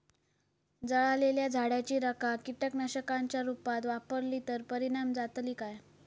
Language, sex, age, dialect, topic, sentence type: Marathi, female, 18-24, Southern Konkan, agriculture, question